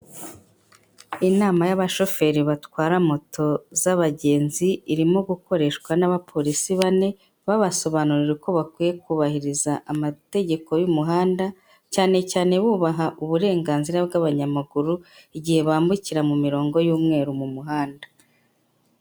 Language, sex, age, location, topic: Kinyarwanda, female, 50+, Kigali, government